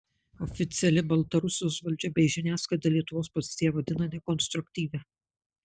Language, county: Lithuanian, Marijampolė